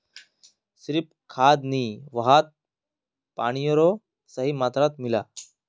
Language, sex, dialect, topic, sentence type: Magahi, male, Northeastern/Surjapuri, agriculture, statement